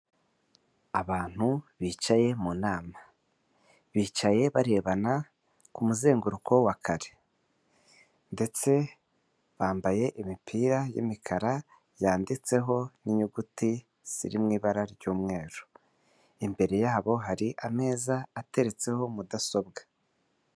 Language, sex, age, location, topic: Kinyarwanda, male, 25-35, Kigali, government